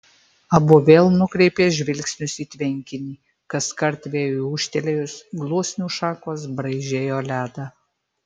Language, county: Lithuanian, Marijampolė